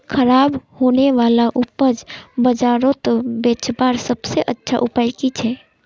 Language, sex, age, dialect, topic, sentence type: Magahi, male, 18-24, Northeastern/Surjapuri, agriculture, statement